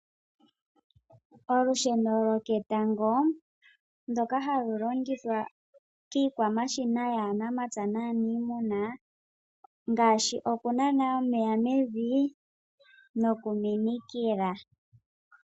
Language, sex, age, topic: Oshiwambo, female, 25-35, finance